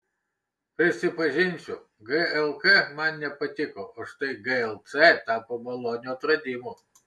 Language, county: Lithuanian, Kaunas